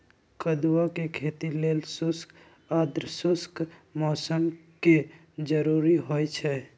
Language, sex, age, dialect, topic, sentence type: Magahi, male, 60-100, Western, agriculture, statement